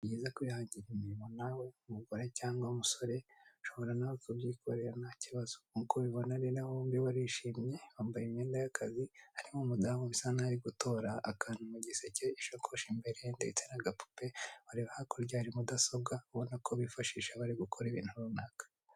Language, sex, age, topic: Kinyarwanda, female, 25-35, finance